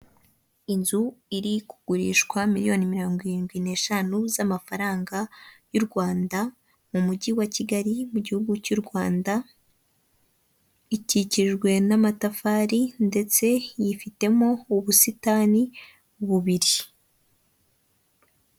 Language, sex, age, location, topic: Kinyarwanda, female, 18-24, Kigali, finance